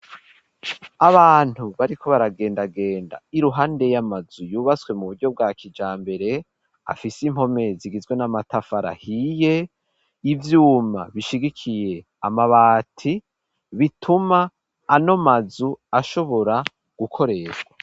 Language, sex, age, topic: Rundi, male, 18-24, education